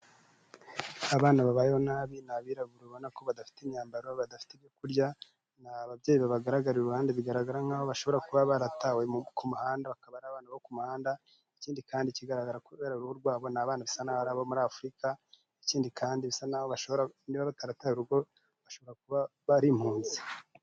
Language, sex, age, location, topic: Kinyarwanda, male, 18-24, Kigali, health